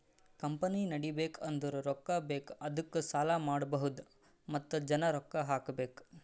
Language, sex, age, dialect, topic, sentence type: Kannada, male, 18-24, Northeastern, banking, statement